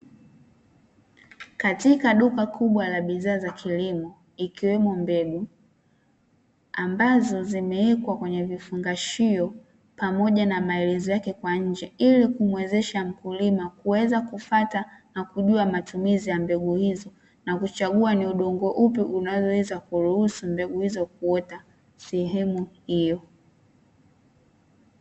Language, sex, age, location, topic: Swahili, female, 18-24, Dar es Salaam, agriculture